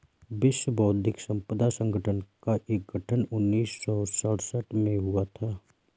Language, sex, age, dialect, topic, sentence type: Hindi, male, 25-30, Awadhi Bundeli, banking, statement